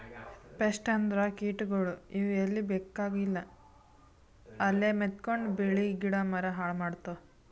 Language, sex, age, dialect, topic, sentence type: Kannada, female, 18-24, Northeastern, agriculture, statement